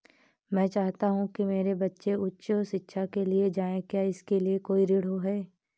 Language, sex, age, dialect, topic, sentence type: Hindi, female, 18-24, Awadhi Bundeli, banking, question